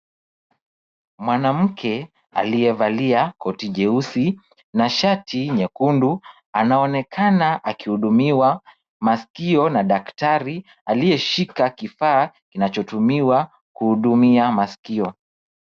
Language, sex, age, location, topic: Swahili, male, 25-35, Kisumu, health